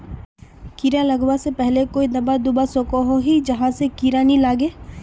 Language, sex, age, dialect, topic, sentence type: Magahi, female, 25-30, Northeastern/Surjapuri, agriculture, question